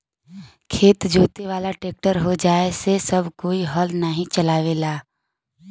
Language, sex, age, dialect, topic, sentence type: Bhojpuri, female, 18-24, Western, agriculture, statement